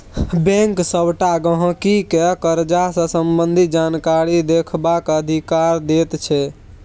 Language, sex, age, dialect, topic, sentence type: Maithili, male, 18-24, Bajjika, banking, statement